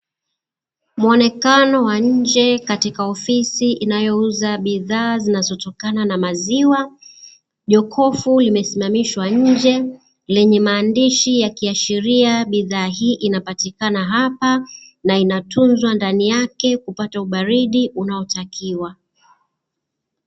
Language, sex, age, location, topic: Swahili, female, 36-49, Dar es Salaam, finance